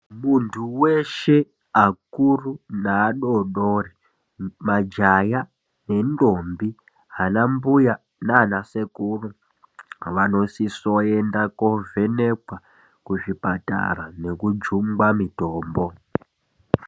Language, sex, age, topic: Ndau, male, 18-24, health